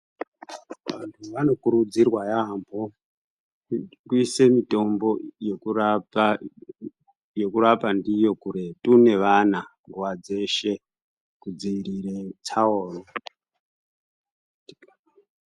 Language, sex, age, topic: Ndau, male, 50+, health